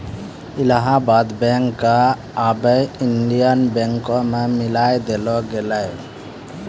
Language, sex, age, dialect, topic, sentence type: Maithili, male, 18-24, Angika, banking, statement